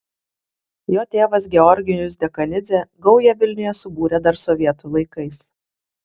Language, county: Lithuanian, Vilnius